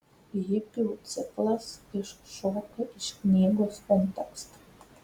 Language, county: Lithuanian, Telšiai